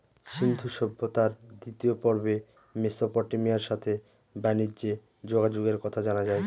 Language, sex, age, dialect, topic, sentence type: Bengali, male, 31-35, Northern/Varendri, agriculture, statement